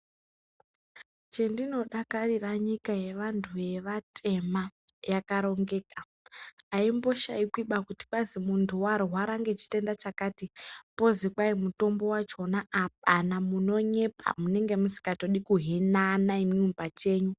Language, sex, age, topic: Ndau, female, 36-49, health